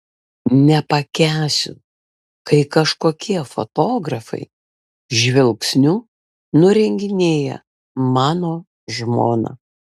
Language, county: Lithuanian, Vilnius